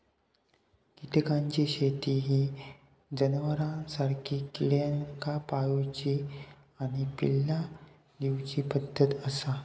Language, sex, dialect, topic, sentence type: Marathi, male, Southern Konkan, agriculture, statement